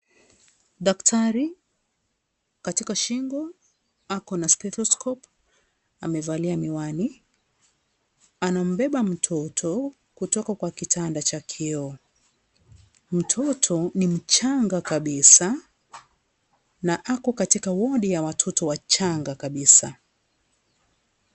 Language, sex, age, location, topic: Swahili, female, 36-49, Kisii, health